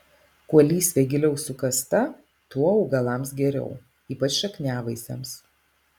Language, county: Lithuanian, Alytus